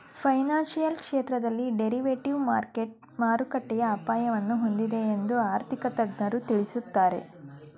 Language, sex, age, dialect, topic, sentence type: Kannada, female, 31-35, Mysore Kannada, banking, statement